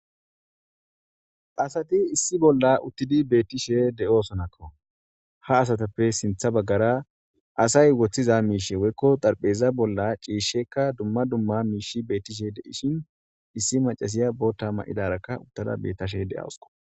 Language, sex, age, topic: Gamo, female, 18-24, government